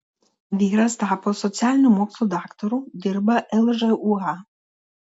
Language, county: Lithuanian, Telšiai